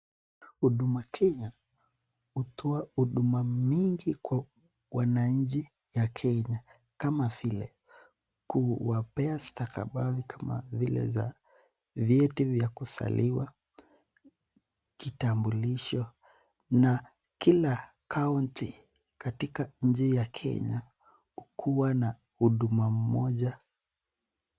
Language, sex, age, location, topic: Swahili, male, 25-35, Nakuru, government